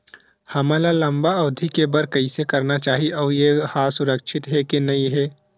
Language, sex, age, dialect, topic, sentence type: Chhattisgarhi, male, 18-24, Western/Budati/Khatahi, banking, question